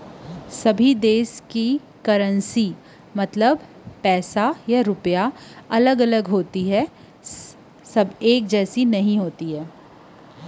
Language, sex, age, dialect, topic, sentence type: Chhattisgarhi, female, 25-30, Western/Budati/Khatahi, banking, statement